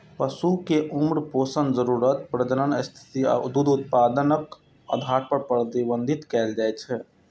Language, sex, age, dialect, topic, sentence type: Maithili, male, 25-30, Eastern / Thethi, agriculture, statement